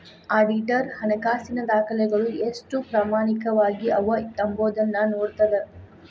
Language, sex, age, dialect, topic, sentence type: Kannada, female, 25-30, Dharwad Kannada, banking, statement